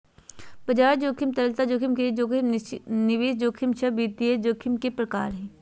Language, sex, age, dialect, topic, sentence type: Magahi, female, 31-35, Southern, banking, statement